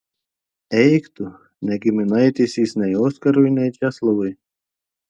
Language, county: Lithuanian, Telšiai